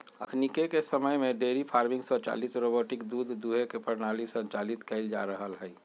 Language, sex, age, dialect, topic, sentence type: Magahi, male, 46-50, Western, agriculture, statement